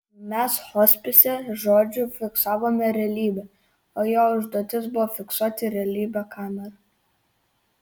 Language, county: Lithuanian, Kaunas